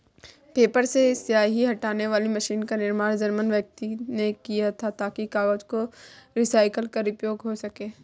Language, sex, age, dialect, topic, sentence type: Hindi, female, 36-40, Kanauji Braj Bhasha, agriculture, statement